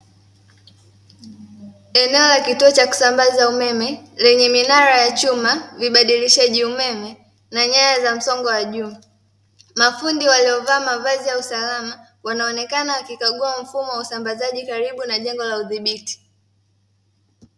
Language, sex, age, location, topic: Swahili, female, 18-24, Dar es Salaam, government